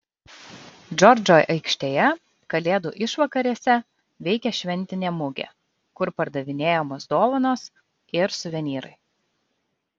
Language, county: Lithuanian, Kaunas